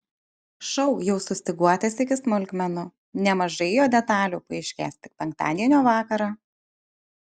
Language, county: Lithuanian, Kaunas